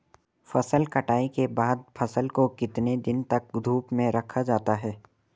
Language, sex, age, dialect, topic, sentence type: Hindi, male, 18-24, Marwari Dhudhari, agriculture, question